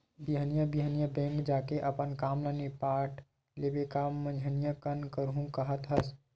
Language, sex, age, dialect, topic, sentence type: Chhattisgarhi, male, 18-24, Western/Budati/Khatahi, banking, statement